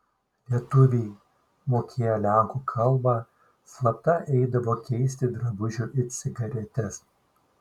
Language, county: Lithuanian, Šiauliai